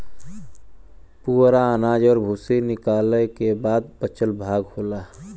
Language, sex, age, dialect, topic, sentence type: Bhojpuri, male, 25-30, Western, agriculture, statement